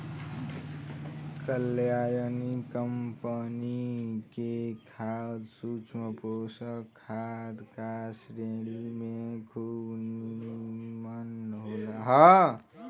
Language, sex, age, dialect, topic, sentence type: Bhojpuri, male, 18-24, Northern, agriculture, statement